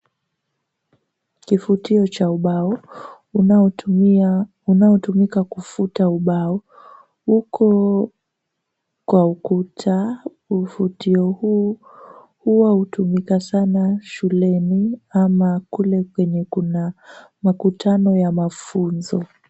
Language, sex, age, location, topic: Swahili, female, 18-24, Kisumu, education